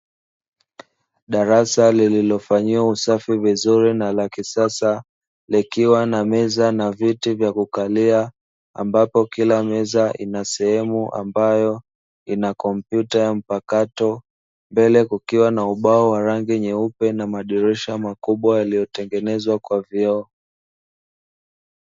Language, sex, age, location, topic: Swahili, male, 25-35, Dar es Salaam, education